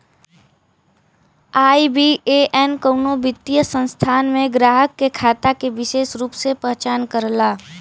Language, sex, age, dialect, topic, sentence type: Bhojpuri, female, <18, Western, banking, statement